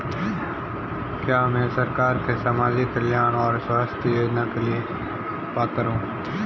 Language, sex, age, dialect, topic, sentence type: Hindi, male, 25-30, Marwari Dhudhari, banking, question